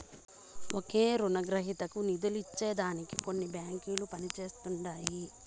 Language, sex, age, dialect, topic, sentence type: Telugu, female, 31-35, Southern, banking, statement